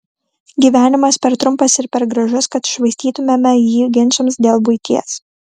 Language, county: Lithuanian, Kaunas